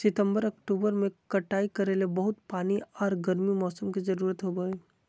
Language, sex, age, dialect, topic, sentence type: Magahi, male, 25-30, Southern, agriculture, statement